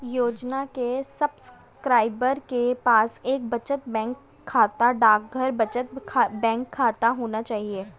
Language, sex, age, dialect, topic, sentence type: Hindi, male, 18-24, Hindustani Malvi Khadi Boli, banking, statement